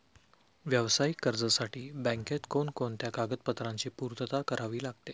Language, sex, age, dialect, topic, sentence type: Marathi, male, 25-30, Standard Marathi, banking, question